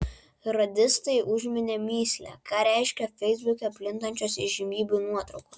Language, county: Lithuanian, Vilnius